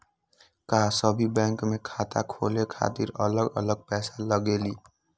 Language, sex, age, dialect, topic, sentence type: Magahi, male, 18-24, Western, banking, question